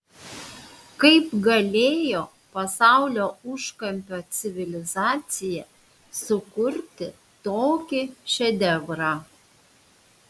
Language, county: Lithuanian, Panevėžys